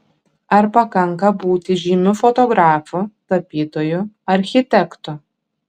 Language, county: Lithuanian, Kaunas